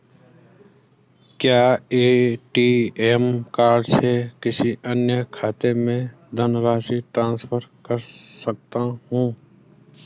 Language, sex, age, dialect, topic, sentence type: Hindi, male, 25-30, Garhwali, banking, question